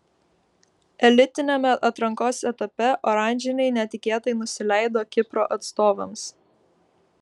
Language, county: Lithuanian, Vilnius